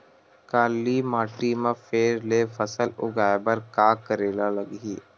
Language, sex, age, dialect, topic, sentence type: Chhattisgarhi, male, 18-24, Western/Budati/Khatahi, agriculture, question